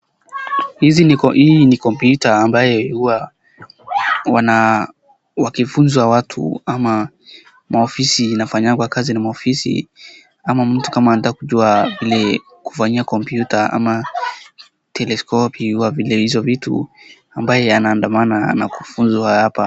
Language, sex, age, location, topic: Swahili, male, 18-24, Wajir, education